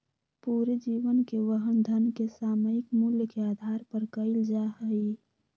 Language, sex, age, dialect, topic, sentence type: Magahi, female, 18-24, Western, banking, statement